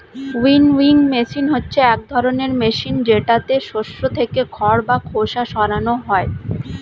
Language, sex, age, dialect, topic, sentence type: Bengali, female, 25-30, Standard Colloquial, agriculture, statement